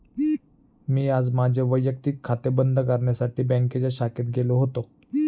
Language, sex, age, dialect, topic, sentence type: Marathi, male, 31-35, Standard Marathi, banking, statement